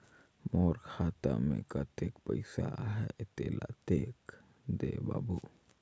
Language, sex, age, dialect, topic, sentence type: Chhattisgarhi, male, 18-24, Northern/Bhandar, banking, question